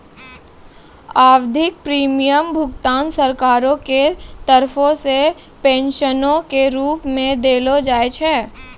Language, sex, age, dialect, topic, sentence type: Maithili, female, 18-24, Angika, banking, statement